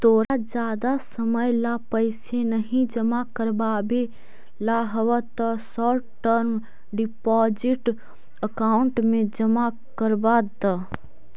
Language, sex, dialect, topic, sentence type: Magahi, female, Central/Standard, banking, statement